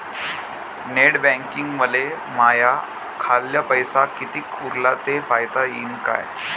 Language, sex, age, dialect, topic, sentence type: Marathi, male, 25-30, Varhadi, banking, question